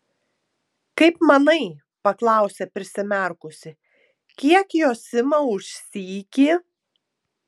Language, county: Lithuanian, Tauragė